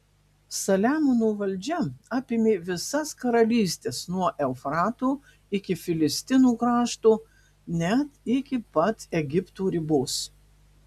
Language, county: Lithuanian, Marijampolė